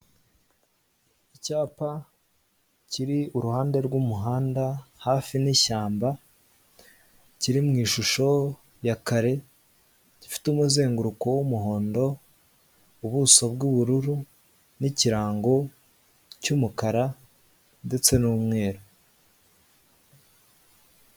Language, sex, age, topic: Kinyarwanda, male, 18-24, government